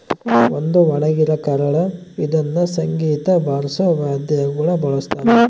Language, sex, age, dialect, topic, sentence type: Kannada, male, 25-30, Central, agriculture, statement